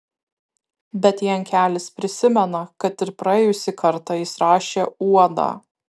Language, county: Lithuanian, Kaunas